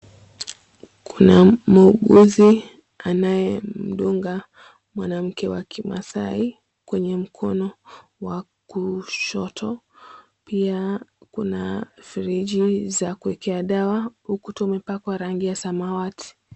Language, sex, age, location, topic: Swahili, female, 25-35, Mombasa, health